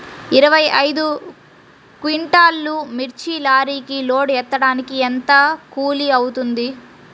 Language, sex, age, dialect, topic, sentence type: Telugu, female, 36-40, Central/Coastal, agriculture, question